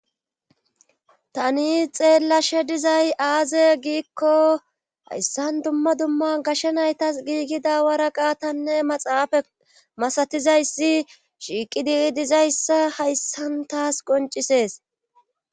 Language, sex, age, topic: Gamo, female, 36-49, government